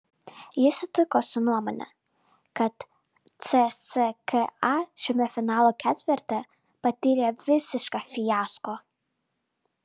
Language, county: Lithuanian, Vilnius